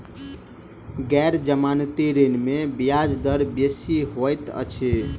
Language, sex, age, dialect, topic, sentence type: Maithili, male, 18-24, Southern/Standard, banking, statement